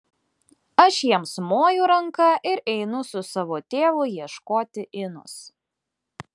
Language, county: Lithuanian, Klaipėda